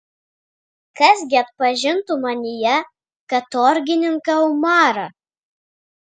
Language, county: Lithuanian, Vilnius